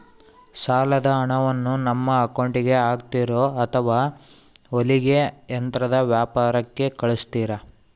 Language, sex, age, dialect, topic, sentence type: Kannada, male, 18-24, Central, banking, question